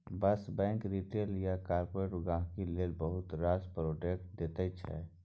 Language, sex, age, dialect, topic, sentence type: Maithili, male, 18-24, Bajjika, banking, statement